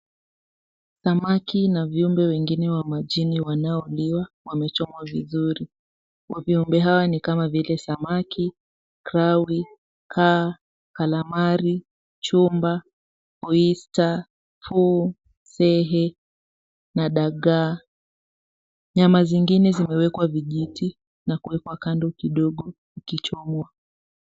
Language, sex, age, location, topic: Swahili, female, 18-24, Mombasa, agriculture